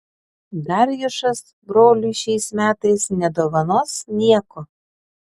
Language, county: Lithuanian, Panevėžys